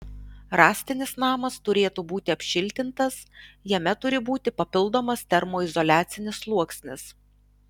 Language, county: Lithuanian, Alytus